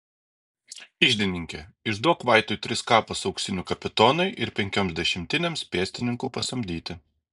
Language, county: Lithuanian, Šiauliai